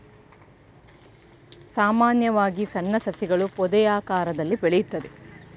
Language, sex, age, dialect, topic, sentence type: Kannada, female, 41-45, Mysore Kannada, agriculture, statement